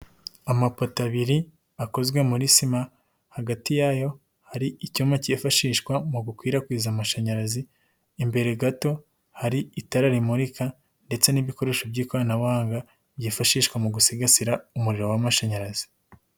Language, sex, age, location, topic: Kinyarwanda, male, 25-35, Nyagatare, government